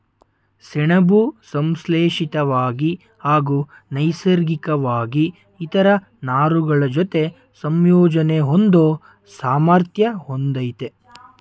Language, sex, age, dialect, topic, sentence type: Kannada, male, 18-24, Mysore Kannada, agriculture, statement